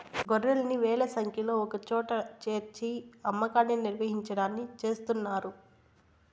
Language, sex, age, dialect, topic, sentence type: Telugu, female, 18-24, Southern, agriculture, statement